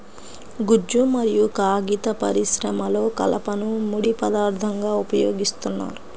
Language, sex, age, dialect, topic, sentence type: Telugu, female, 25-30, Central/Coastal, agriculture, statement